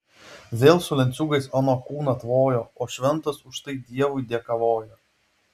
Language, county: Lithuanian, Vilnius